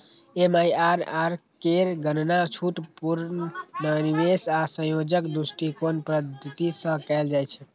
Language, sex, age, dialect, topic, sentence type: Maithili, male, 18-24, Eastern / Thethi, banking, statement